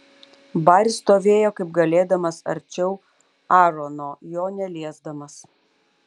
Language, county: Lithuanian, Panevėžys